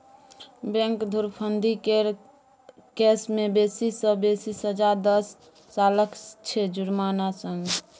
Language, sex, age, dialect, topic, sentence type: Maithili, female, 18-24, Bajjika, banking, statement